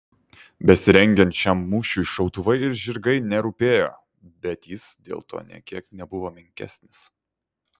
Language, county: Lithuanian, Kaunas